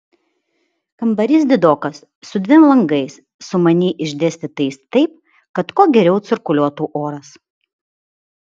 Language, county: Lithuanian, Vilnius